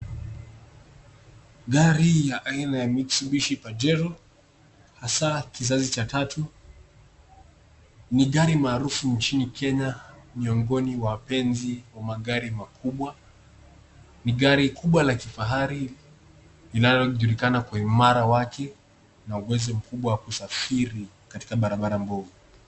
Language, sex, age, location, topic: Swahili, male, 18-24, Nairobi, finance